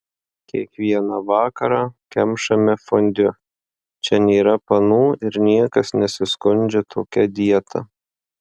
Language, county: Lithuanian, Marijampolė